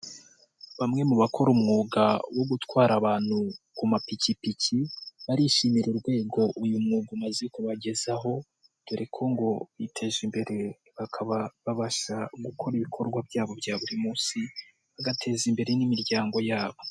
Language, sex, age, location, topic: Kinyarwanda, male, 18-24, Nyagatare, finance